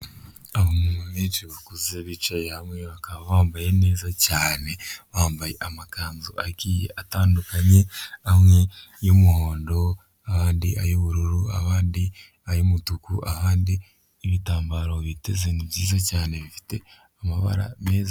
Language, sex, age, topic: Kinyarwanda, male, 25-35, health